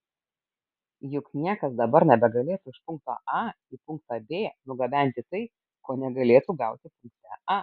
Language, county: Lithuanian, Kaunas